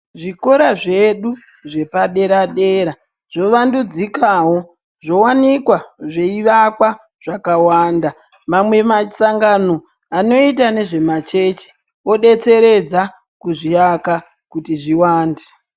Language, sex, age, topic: Ndau, male, 50+, education